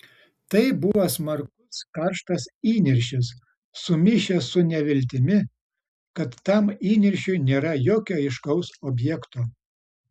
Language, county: Lithuanian, Utena